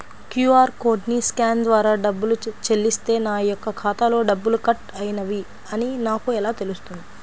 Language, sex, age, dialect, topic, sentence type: Telugu, female, 25-30, Central/Coastal, banking, question